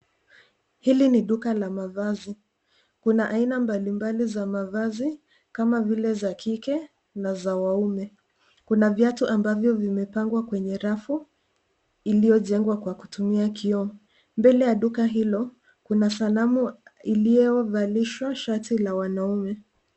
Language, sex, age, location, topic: Swahili, female, 50+, Nairobi, finance